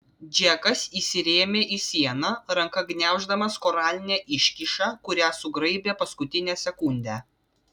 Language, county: Lithuanian, Vilnius